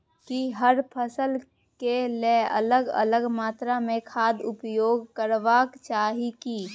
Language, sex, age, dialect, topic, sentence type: Maithili, female, 18-24, Bajjika, agriculture, question